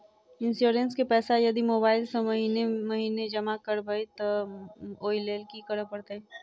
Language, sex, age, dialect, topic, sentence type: Maithili, female, 46-50, Southern/Standard, banking, question